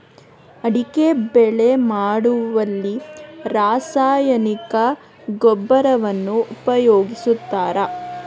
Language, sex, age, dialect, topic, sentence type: Kannada, female, 41-45, Coastal/Dakshin, agriculture, question